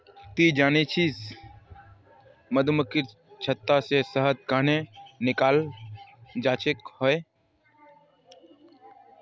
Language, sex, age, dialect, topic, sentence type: Magahi, male, 36-40, Northeastern/Surjapuri, agriculture, statement